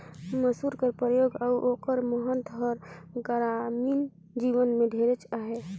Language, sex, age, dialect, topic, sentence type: Chhattisgarhi, female, 25-30, Northern/Bhandar, agriculture, statement